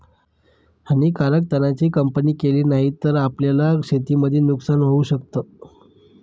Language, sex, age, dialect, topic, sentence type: Marathi, male, 31-35, Northern Konkan, agriculture, statement